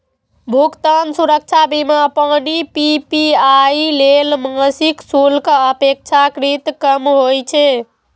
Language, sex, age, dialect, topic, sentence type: Maithili, female, 18-24, Eastern / Thethi, banking, statement